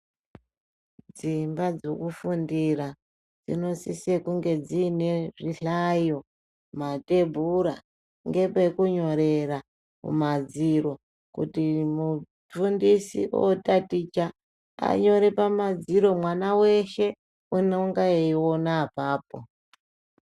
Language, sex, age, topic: Ndau, male, 36-49, education